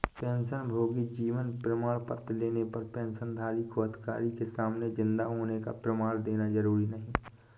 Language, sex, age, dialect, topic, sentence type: Hindi, male, 18-24, Awadhi Bundeli, banking, statement